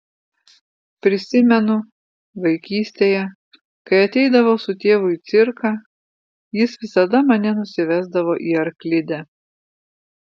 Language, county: Lithuanian, Vilnius